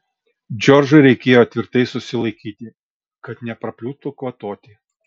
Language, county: Lithuanian, Kaunas